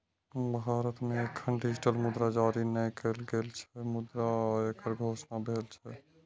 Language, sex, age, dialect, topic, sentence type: Maithili, male, 25-30, Eastern / Thethi, banking, statement